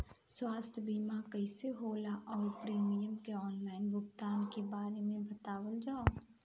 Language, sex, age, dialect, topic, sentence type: Bhojpuri, female, 31-35, Southern / Standard, banking, question